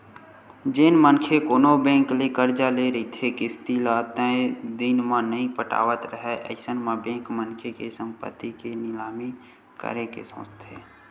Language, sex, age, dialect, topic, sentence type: Chhattisgarhi, male, 18-24, Western/Budati/Khatahi, banking, statement